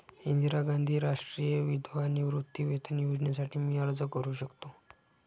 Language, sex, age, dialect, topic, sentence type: Marathi, male, 18-24, Standard Marathi, banking, question